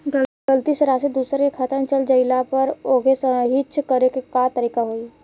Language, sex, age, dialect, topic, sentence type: Bhojpuri, female, 18-24, Southern / Standard, banking, question